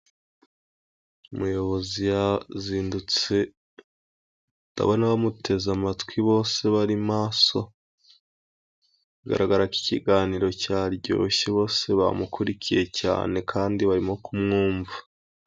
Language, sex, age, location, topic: Kinyarwanda, female, 18-24, Musanze, government